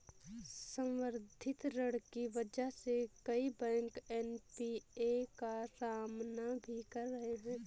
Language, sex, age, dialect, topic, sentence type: Hindi, female, 18-24, Awadhi Bundeli, banking, statement